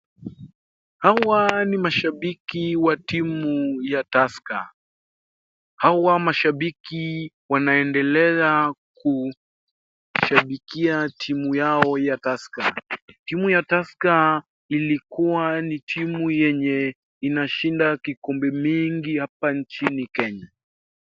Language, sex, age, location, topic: Swahili, male, 18-24, Wajir, government